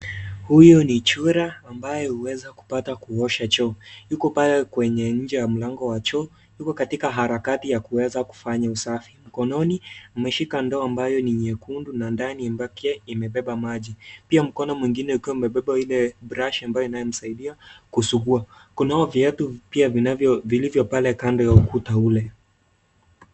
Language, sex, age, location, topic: Swahili, male, 18-24, Kisii, health